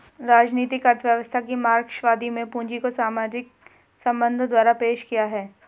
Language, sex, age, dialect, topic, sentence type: Hindi, female, 25-30, Hindustani Malvi Khadi Boli, banking, statement